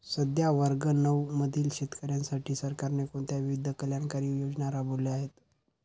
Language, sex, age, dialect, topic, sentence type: Marathi, male, 25-30, Standard Marathi, agriculture, question